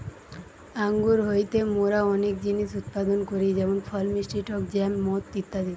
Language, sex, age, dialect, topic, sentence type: Bengali, female, 18-24, Western, agriculture, statement